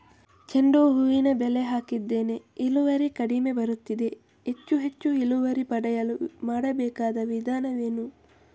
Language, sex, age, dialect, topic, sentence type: Kannada, male, 25-30, Coastal/Dakshin, agriculture, question